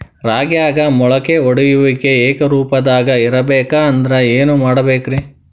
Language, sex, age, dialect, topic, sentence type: Kannada, male, 41-45, Dharwad Kannada, agriculture, question